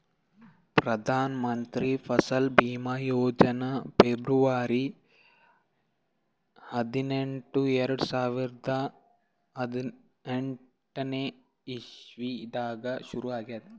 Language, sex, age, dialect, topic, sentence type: Kannada, male, 18-24, Northeastern, agriculture, statement